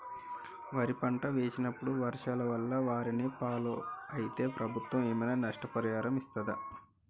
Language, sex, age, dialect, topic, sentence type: Telugu, male, 36-40, Telangana, agriculture, question